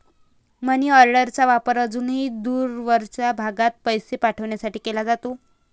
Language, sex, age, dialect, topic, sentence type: Marathi, female, 18-24, Varhadi, banking, statement